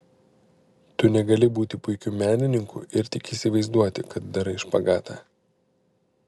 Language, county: Lithuanian, Panevėžys